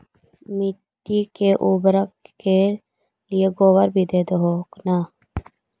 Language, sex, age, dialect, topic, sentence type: Magahi, female, 56-60, Central/Standard, agriculture, question